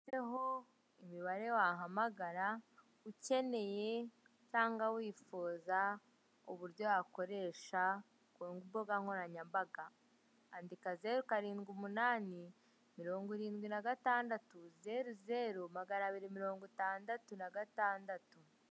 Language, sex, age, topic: Kinyarwanda, male, 18-24, finance